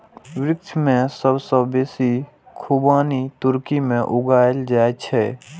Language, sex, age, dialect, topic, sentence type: Maithili, male, 18-24, Eastern / Thethi, agriculture, statement